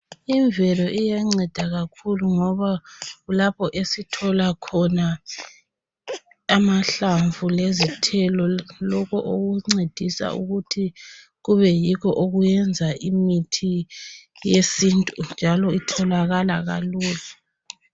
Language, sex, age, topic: North Ndebele, female, 36-49, health